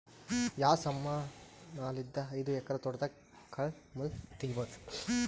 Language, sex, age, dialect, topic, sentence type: Kannada, male, 31-35, Northeastern, agriculture, question